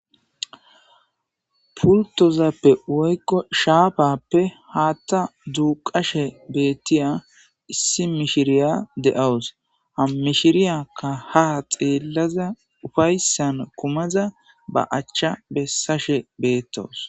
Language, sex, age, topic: Gamo, male, 18-24, government